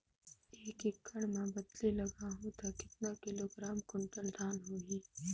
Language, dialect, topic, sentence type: Chhattisgarhi, Northern/Bhandar, agriculture, question